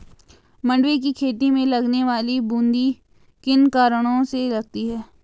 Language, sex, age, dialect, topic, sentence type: Hindi, female, 18-24, Garhwali, agriculture, question